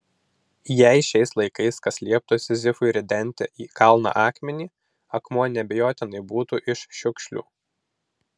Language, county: Lithuanian, Vilnius